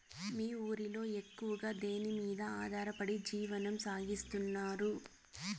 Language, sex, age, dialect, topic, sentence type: Telugu, female, 18-24, Southern, agriculture, question